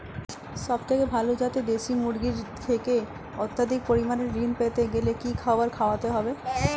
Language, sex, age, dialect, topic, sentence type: Bengali, female, 31-35, Standard Colloquial, agriculture, question